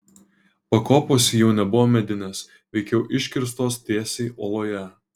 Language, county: Lithuanian, Kaunas